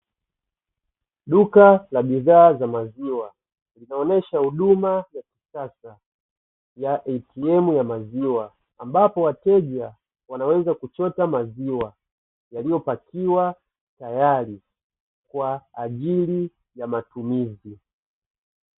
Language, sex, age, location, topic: Swahili, male, 25-35, Dar es Salaam, finance